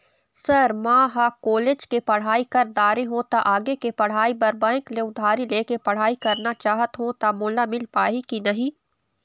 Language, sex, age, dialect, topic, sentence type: Chhattisgarhi, female, 18-24, Eastern, banking, question